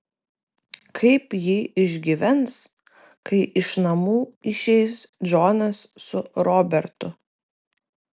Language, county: Lithuanian, Vilnius